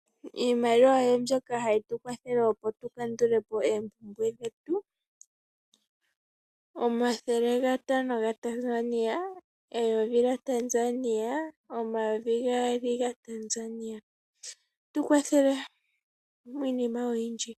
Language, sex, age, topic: Oshiwambo, female, 18-24, finance